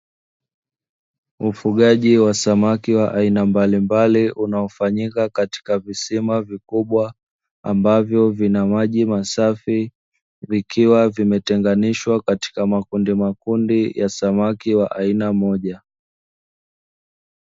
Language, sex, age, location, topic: Swahili, male, 25-35, Dar es Salaam, agriculture